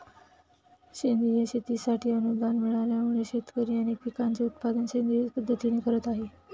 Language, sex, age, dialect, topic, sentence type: Marathi, female, 25-30, Standard Marathi, agriculture, statement